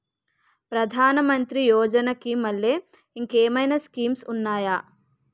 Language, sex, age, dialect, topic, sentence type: Telugu, female, 18-24, Utterandhra, banking, question